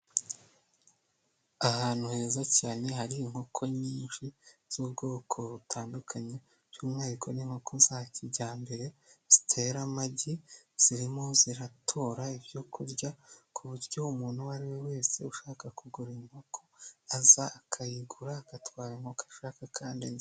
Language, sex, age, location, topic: Kinyarwanda, male, 25-35, Nyagatare, agriculture